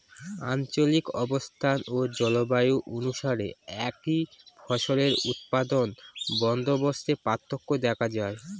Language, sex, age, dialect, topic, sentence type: Bengali, female, 25-30, Northern/Varendri, agriculture, statement